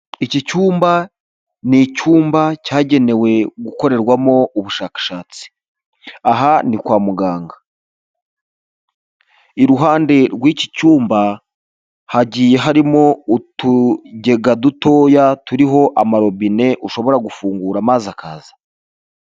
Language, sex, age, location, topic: Kinyarwanda, male, 25-35, Huye, health